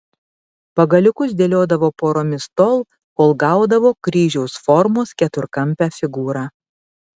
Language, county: Lithuanian, Panevėžys